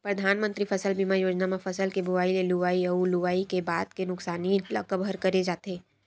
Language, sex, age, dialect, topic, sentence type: Chhattisgarhi, female, 60-100, Western/Budati/Khatahi, banking, statement